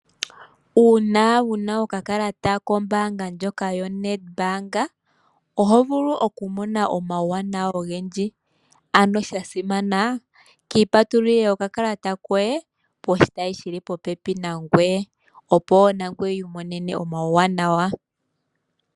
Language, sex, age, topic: Oshiwambo, female, 18-24, finance